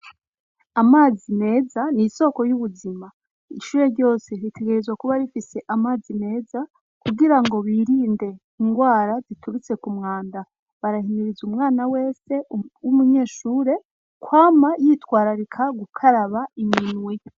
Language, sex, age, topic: Rundi, female, 25-35, education